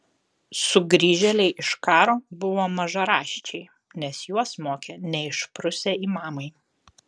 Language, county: Lithuanian, Telšiai